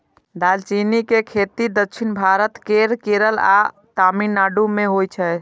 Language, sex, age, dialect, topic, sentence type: Maithili, male, 25-30, Eastern / Thethi, agriculture, statement